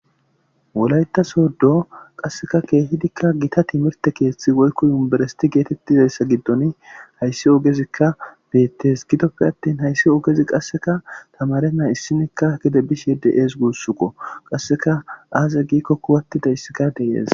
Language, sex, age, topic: Gamo, male, 25-35, government